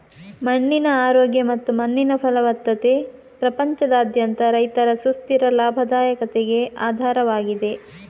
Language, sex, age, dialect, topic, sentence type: Kannada, female, 18-24, Coastal/Dakshin, agriculture, statement